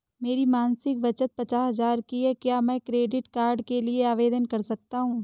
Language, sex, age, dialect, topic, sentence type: Hindi, female, 18-24, Awadhi Bundeli, banking, question